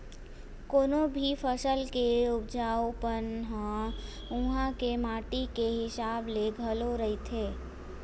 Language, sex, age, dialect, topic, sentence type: Chhattisgarhi, female, 25-30, Western/Budati/Khatahi, agriculture, statement